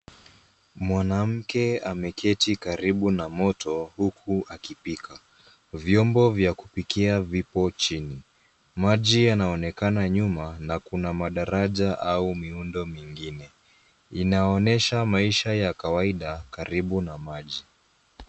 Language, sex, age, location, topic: Swahili, male, 18-24, Nairobi, government